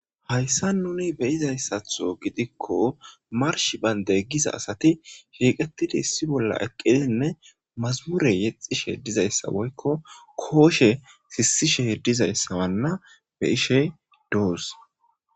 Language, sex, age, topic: Gamo, female, 18-24, government